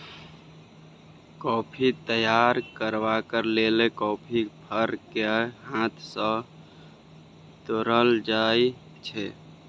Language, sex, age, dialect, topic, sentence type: Maithili, male, 18-24, Bajjika, agriculture, statement